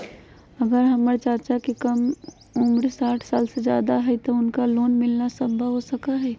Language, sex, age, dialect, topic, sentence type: Magahi, female, 31-35, Southern, banking, statement